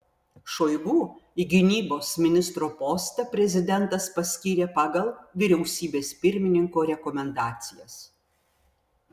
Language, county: Lithuanian, Vilnius